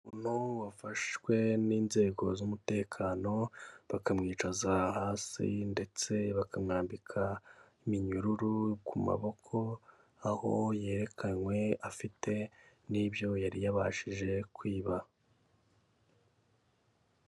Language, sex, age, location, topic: Kinyarwanda, male, 18-24, Kigali, health